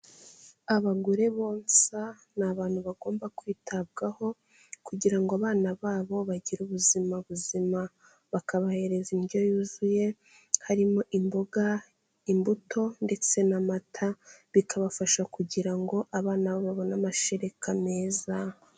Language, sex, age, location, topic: Kinyarwanda, female, 18-24, Kigali, health